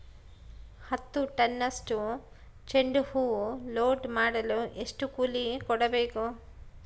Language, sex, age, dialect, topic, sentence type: Kannada, female, 36-40, Central, agriculture, question